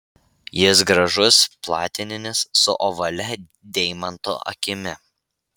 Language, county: Lithuanian, Vilnius